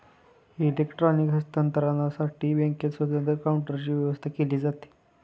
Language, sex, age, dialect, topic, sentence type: Marathi, male, 18-24, Standard Marathi, banking, statement